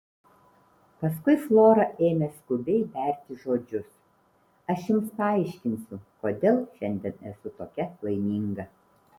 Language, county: Lithuanian, Vilnius